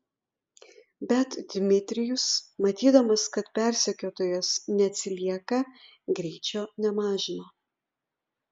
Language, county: Lithuanian, Utena